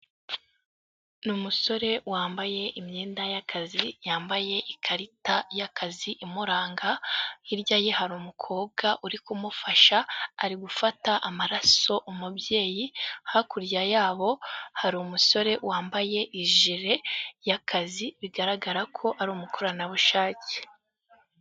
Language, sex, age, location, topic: Kinyarwanda, female, 18-24, Huye, health